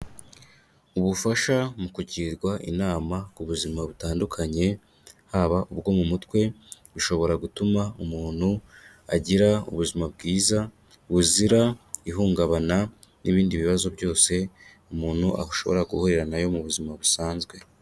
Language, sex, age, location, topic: Kinyarwanda, male, 25-35, Kigali, health